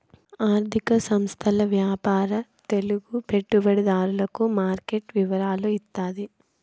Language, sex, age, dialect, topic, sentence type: Telugu, female, 18-24, Southern, banking, statement